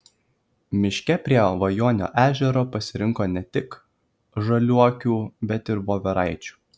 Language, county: Lithuanian, Kaunas